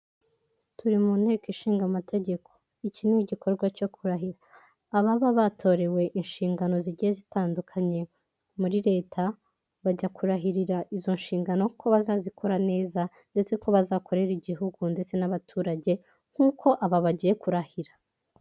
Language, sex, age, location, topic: Kinyarwanda, female, 18-24, Huye, government